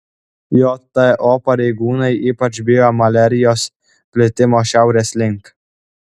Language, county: Lithuanian, Klaipėda